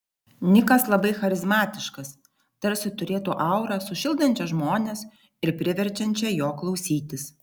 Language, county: Lithuanian, Vilnius